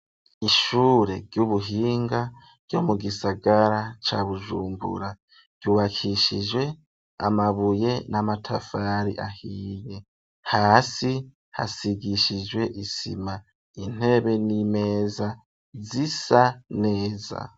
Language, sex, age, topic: Rundi, male, 25-35, education